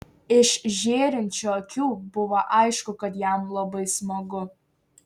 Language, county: Lithuanian, Šiauliai